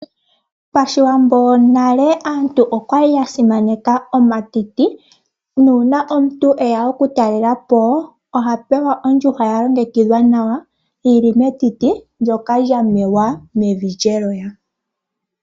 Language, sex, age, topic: Oshiwambo, female, 25-35, agriculture